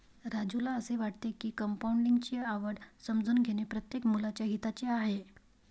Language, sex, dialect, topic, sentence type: Marathi, female, Varhadi, banking, statement